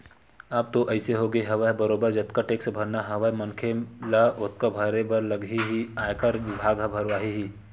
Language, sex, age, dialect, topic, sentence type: Chhattisgarhi, male, 25-30, Western/Budati/Khatahi, banking, statement